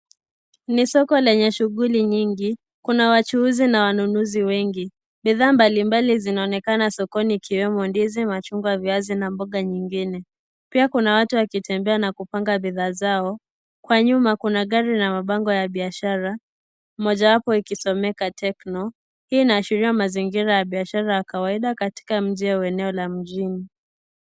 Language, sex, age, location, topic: Swahili, female, 18-24, Kisii, finance